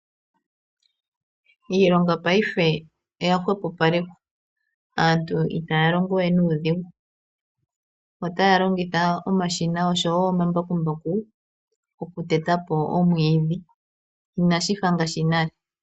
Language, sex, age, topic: Oshiwambo, female, 36-49, agriculture